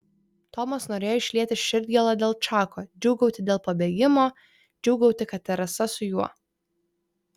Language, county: Lithuanian, Vilnius